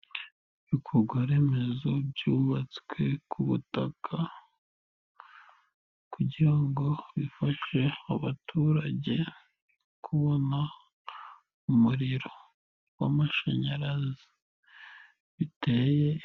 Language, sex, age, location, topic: Kinyarwanda, male, 18-24, Nyagatare, government